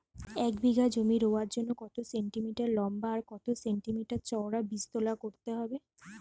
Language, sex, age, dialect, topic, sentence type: Bengali, female, 25-30, Standard Colloquial, agriculture, question